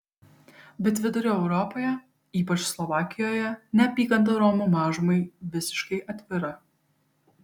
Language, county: Lithuanian, Kaunas